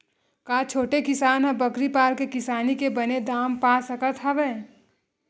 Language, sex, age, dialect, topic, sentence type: Chhattisgarhi, female, 31-35, Western/Budati/Khatahi, agriculture, question